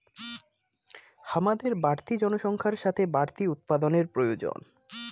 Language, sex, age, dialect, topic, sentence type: Bengali, male, 25-30, Rajbangshi, agriculture, statement